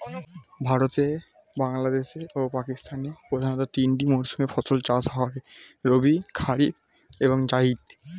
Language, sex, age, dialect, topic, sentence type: Bengali, male, 18-24, Standard Colloquial, agriculture, statement